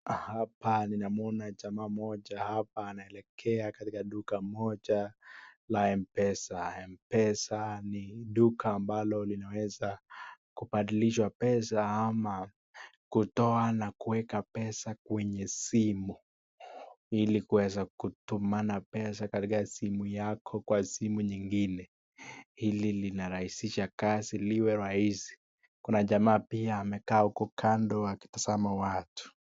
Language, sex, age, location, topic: Swahili, male, 18-24, Nakuru, finance